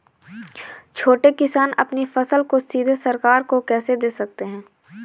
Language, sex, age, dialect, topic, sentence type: Hindi, female, 18-24, Kanauji Braj Bhasha, agriculture, question